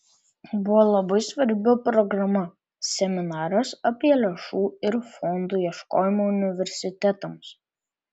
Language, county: Lithuanian, Vilnius